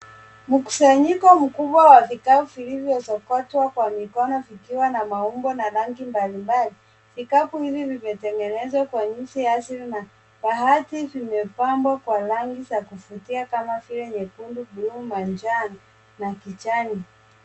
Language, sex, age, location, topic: Swahili, male, 25-35, Nairobi, finance